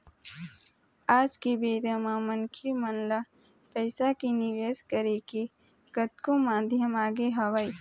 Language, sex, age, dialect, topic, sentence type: Chhattisgarhi, female, 18-24, Eastern, banking, statement